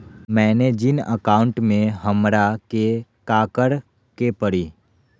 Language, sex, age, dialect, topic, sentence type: Magahi, male, 18-24, Southern, banking, question